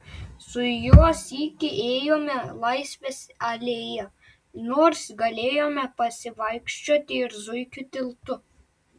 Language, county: Lithuanian, Klaipėda